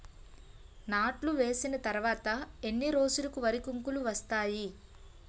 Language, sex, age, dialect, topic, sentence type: Telugu, female, 18-24, Utterandhra, agriculture, question